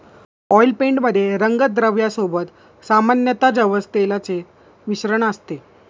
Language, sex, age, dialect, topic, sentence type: Marathi, male, 18-24, Standard Marathi, agriculture, statement